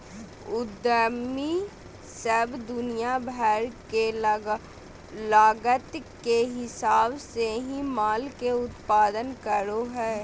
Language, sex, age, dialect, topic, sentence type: Magahi, female, 18-24, Southern, banking, statement